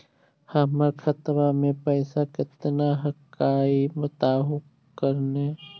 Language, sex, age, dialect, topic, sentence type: Magahi, male, 18-24, Central/Standard, banking, question